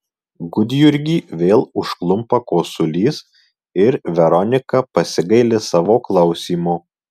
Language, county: Lithuanian, Marijampolė